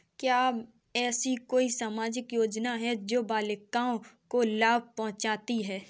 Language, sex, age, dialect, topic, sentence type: Hindi, female, 18-24, Kanauji Braj Bhasha, banking, statement